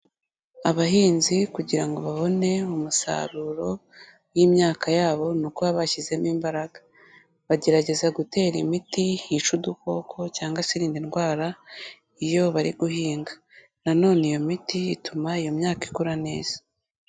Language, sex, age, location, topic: Kinyarwanda, female, 18-24, Kigali, agriculture